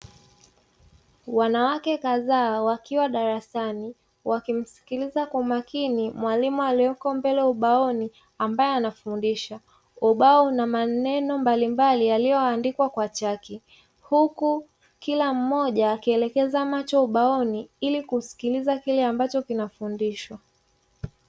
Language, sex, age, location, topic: Swahili, female, 36-49, Dar es Salaam, education